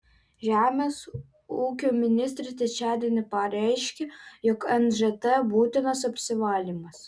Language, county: Lithuanian, Vilnius